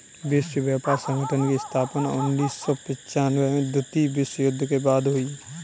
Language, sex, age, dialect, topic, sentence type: Hindi, male, 31-35, Kanauji Braj Bhasha, banking, statement